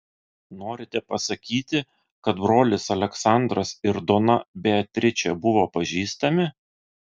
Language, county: Lithuanian, Vilnius